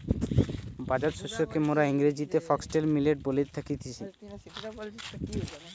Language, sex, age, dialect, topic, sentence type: Bengali, male, 18-24, Western, agriculture, statement